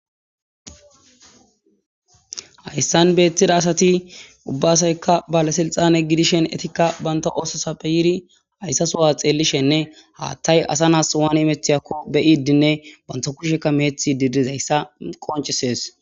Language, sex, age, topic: Gamo, male, 18-24, government